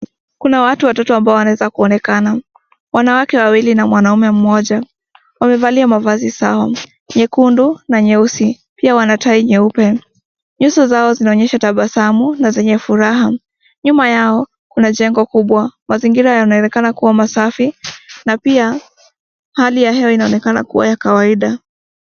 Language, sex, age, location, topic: Swahili, female, 18-24, Nakuru, government